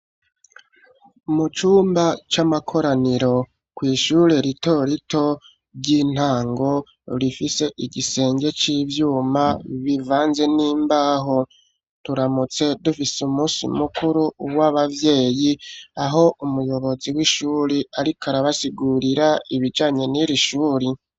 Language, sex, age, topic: Rundi, male, 36-49, education